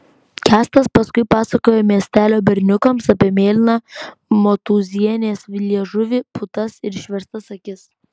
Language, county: Lithuanian, Vilnius